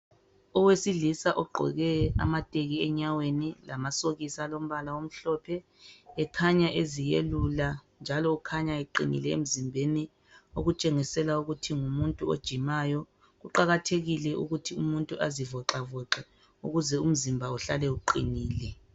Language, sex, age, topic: North Ndebele, female, 25-35, health